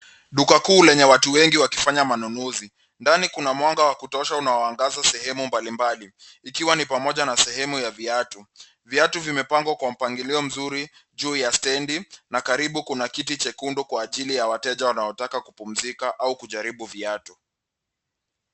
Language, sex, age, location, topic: Swahili, male, 25-35, Nairobi, finance